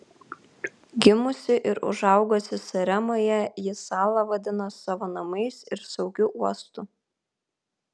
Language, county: Lithuanian, Kaunas